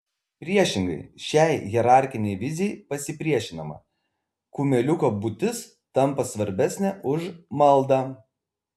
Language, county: Lithuanian, Kaunas